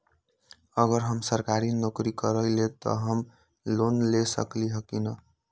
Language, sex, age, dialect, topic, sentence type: Magahi, male, 18-24, Western, banking, question